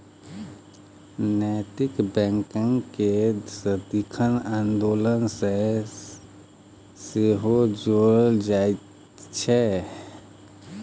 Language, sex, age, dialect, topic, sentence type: Maithili, male, 36-40, Bajjika, banking, statement